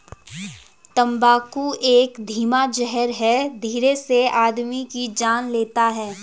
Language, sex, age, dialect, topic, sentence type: Hindi, female, 18-24, Garhwali, agriculture, statement